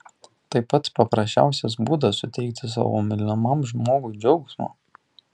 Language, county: Lithuanian, Tauragė